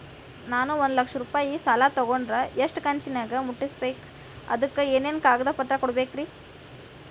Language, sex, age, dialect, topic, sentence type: Kannada, female, 18-24, Dharwad Kannada, banking, question